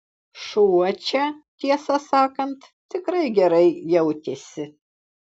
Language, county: Lithuanian, Alytus